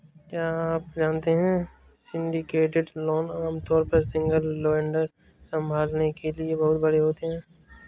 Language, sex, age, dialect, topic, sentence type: Hindi, male, 18-24, Awadhi Bundeli, banking, statement